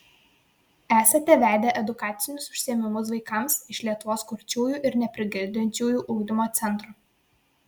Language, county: Lithuanian, Vilnius